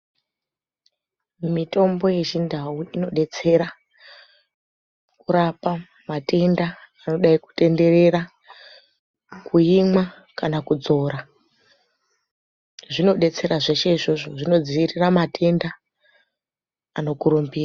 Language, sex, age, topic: Ndau, female, 25-35, health